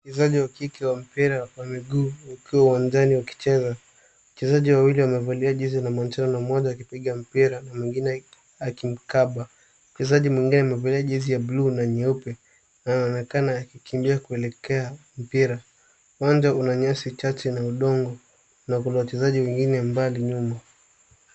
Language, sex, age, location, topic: Swahili, male, 18-24, Nairobi, education